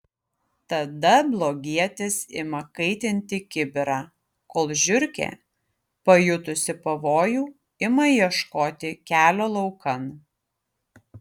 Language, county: Lithuanian, Utena